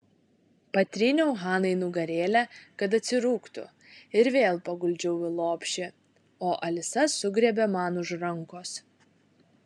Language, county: Lithuanian, Šiauliai